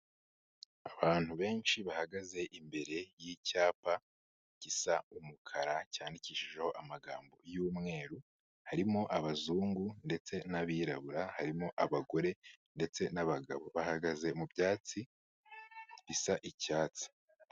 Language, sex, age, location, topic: Kinyarwanda, male, 25-35, Kigali, health